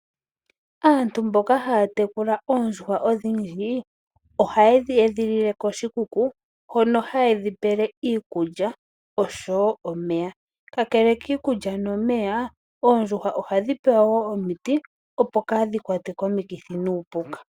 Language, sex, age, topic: Oshiwambo, female, 18-24, agriculture